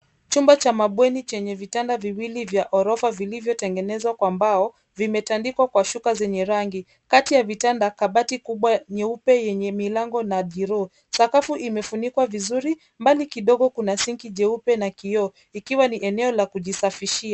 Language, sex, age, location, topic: Swahili, female, 25-35, Nairobi, education